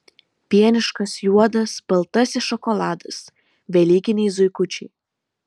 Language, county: Lithuanian, Vilnius